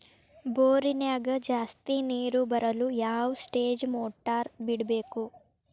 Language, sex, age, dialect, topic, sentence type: Kannada, female, 18-24, Dharwad Kannada, agriculture, question